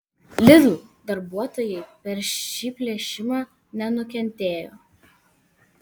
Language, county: Lithuanian, Vilnius